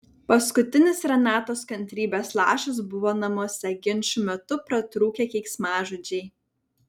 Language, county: Lithuanian, Vilnius